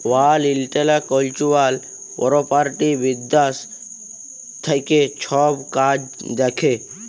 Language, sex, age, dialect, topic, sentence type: Bengali, male, 18-24, Jharkhandi, banking, statement